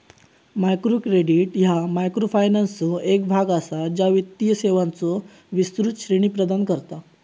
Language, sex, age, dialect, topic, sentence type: Marathi, male, 18-24, Southern Konkan, banking, statement